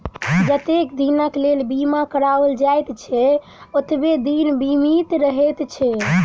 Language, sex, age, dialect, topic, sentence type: Maithili, female, 18-24, Southern/Standard, banking, statement